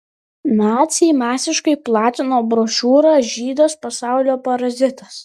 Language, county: Lithuanian, Panevėžys